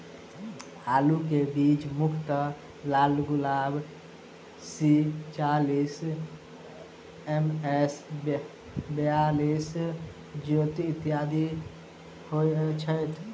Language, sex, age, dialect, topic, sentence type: Maithili, male, 18-24, Southern/Standard, agriculture, question